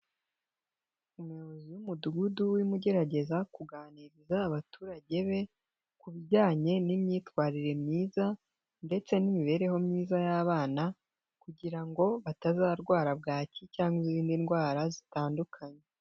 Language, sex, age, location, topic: Kinyarwanda, female, 18-24, Nyagatare, health